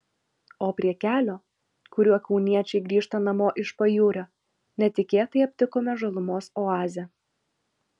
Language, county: Lithuanian, Vilnius